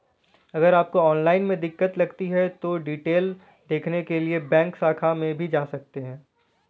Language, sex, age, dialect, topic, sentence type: Hindi, male, 18-24, Kanauji Braj Bhasha, banking, statement